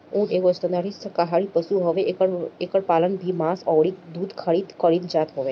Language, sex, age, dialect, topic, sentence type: Bhojpuri, female, 18-24, Northern, agriculture, statement